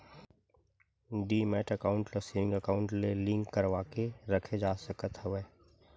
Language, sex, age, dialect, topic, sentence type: Chhattisgarhi, male, 25-30, Western/Budati/Khatahi, banking, statement